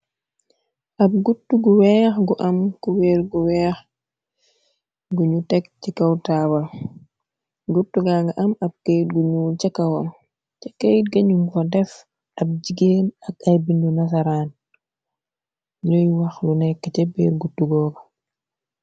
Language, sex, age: Wolof, female, 25-35